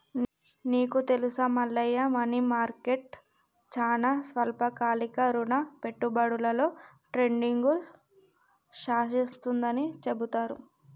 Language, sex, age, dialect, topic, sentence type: Telugu, female, 25-30, Telangana, banking, statement